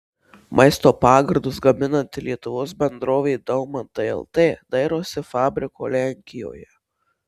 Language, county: Lithuanian, Marijampolė